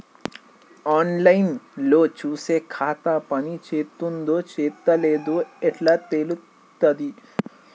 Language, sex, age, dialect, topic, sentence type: Telugu, male, 18-24, Telangana, banking, question